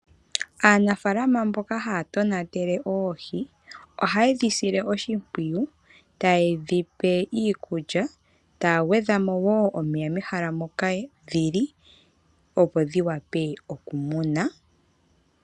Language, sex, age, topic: Oshiwambo, female, 25-35, agriculture